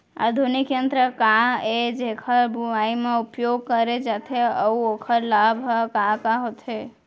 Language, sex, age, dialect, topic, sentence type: Chhattisgarhi, female, 18-24, Central, agriculture, question